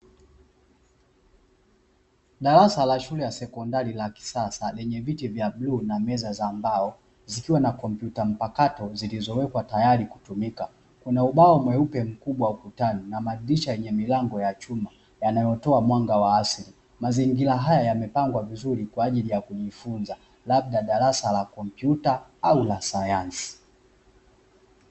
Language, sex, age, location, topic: Swahili, male, 25-35, Dar es Salaam, education